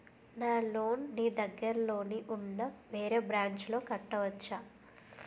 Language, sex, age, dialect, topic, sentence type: Telugu, female, 25-30, Utterandhra, banking, question